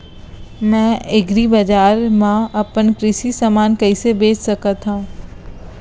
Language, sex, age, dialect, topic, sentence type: Chhattisgarhi, female, 25-30, Central, agriculture, question